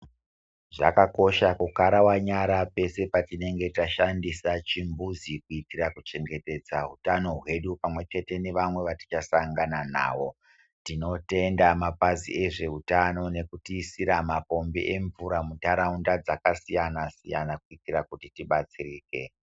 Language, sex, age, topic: Ndau, male, 50+, health